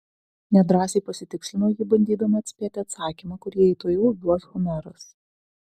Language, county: Lithuanian, Vilnius